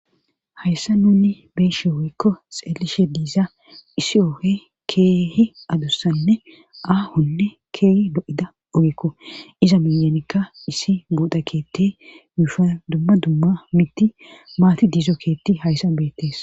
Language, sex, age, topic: Gamo, female, 25-35, government